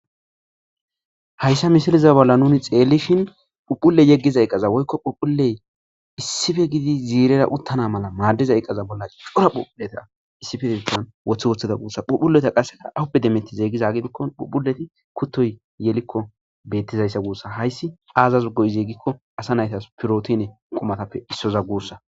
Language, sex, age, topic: Gamo, male, 25-35, agriculture